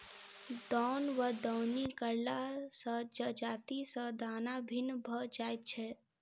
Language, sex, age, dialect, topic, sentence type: Maithili, female, 25-30, Southern/Standard, agriculture, statement